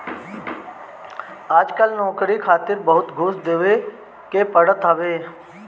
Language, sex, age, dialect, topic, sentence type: Bhojpuri, male, 60-100, Northern, banking, statement